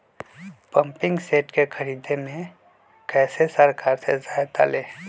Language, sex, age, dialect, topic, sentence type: Magahi, male, 25-30, Western, agriculture, question